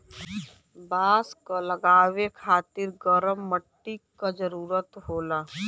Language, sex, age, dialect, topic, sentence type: Bhojpuri, female, <18, Western, agriculture, statement